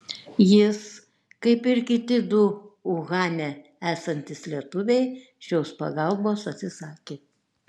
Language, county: Lithuanian, Šiauliai